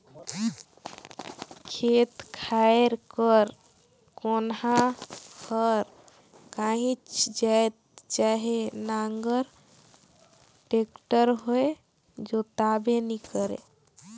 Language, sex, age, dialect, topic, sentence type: Chhattisgarhi, female, 18-24, Northern/Bhandar, agriculture, statement